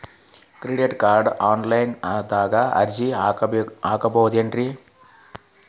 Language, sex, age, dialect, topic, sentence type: Kannada, male, 36-40, Dharwad Kannada, banking, question